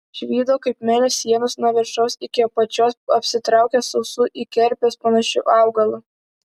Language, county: Lithuanian, Vilnius